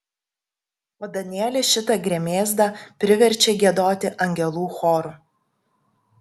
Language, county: Lithuanian, Kaunas